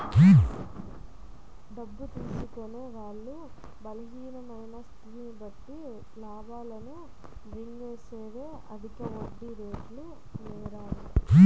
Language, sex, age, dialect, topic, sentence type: Telugu, female, 18-24, Central/Coastal, banking, statement